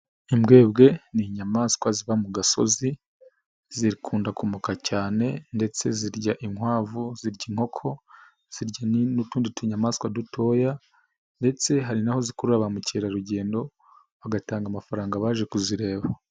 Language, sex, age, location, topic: Kinyarwanda, male, 25-35, Nyagatare, agriculture